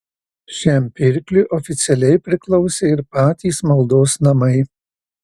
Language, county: Lithuanian, Marijampolė